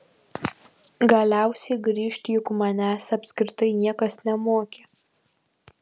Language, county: Lithuanian, Kaunas